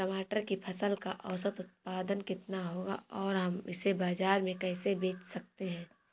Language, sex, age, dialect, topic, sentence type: Hindi, female, 18-24, Awadhi Bundeli, agriculture, question